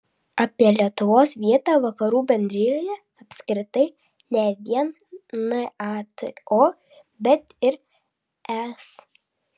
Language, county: Lithuanian, Vilnius